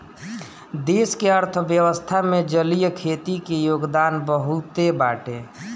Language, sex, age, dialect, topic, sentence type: Bhojpuri, male, 25-30, Northern, agriculture, statement